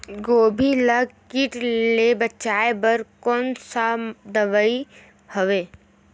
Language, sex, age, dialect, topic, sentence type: Chhattisgarhi, female, 18-24, Western/Budati/Khatahi, agriculture, question